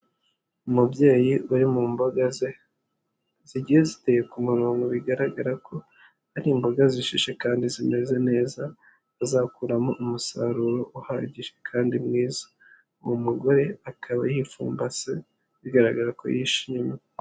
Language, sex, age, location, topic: Kinyarwanda, male, 50+, Nyagatare, agriculture